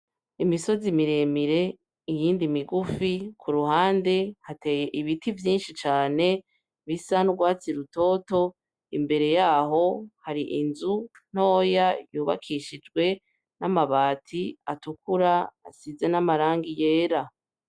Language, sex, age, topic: Rundi, female, 18-24, agriculture